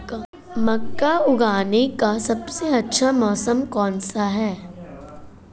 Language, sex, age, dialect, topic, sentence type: Hindi, female, 31-35, Marwari Dhudhari, agriculture, question